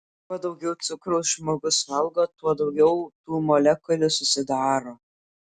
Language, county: Lithuanian, Klaipėda